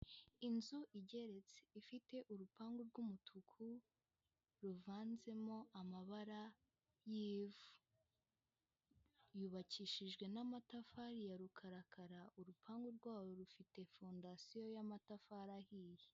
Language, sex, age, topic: Kinyarwanda, female, 18-24, finance